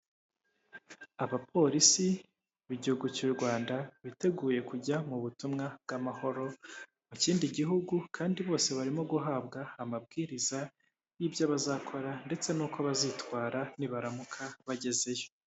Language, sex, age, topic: Kinyarwanda, male, 18-24, government